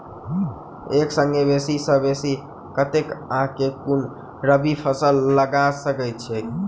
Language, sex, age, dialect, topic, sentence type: Maithili, male, 18-24, Southern/Standard, agriculture, question